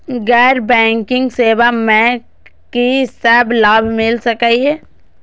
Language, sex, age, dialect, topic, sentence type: Maithili, female, 18-24, Eastern / Thethi, banking, question